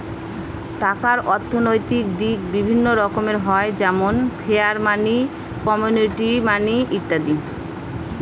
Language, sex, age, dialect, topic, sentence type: Bengali, female, 31-35, Northern/Varendri, banking, statement